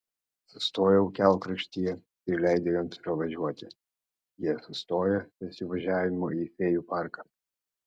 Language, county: Lithuanian, Kaunas